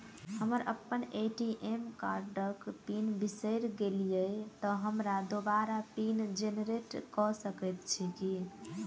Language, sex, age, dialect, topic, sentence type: Maithili, female, 18-24, Southern/Standard, banking, question